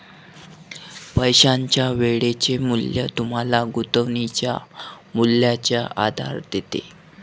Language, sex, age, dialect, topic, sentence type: Marathi, male, 60-100, Northern Konkan, banking, statement